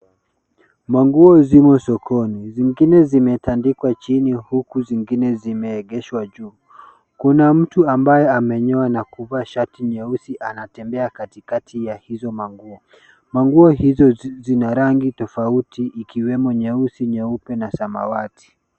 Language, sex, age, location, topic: Swahili, male, 18-24, Kisumu, finance